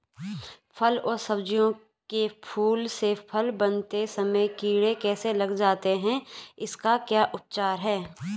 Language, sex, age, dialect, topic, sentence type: Hindi, male, 18-24, Garhwali, agriculture, question